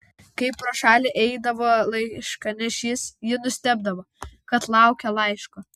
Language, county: Lithuanian, Vilnius